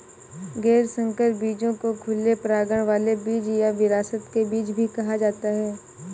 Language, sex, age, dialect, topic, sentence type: Hindi, female, 18-24, Awadhi Bundeli, agriculture, statement